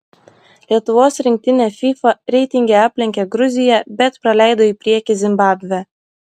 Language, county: Lithuanian, Klaipėda